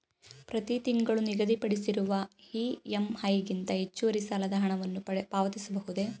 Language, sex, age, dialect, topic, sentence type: Kannada, female, 18-24, Mysore Kannada, banking, question